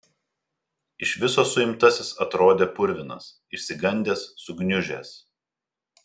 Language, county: Lithuanian, Telšiai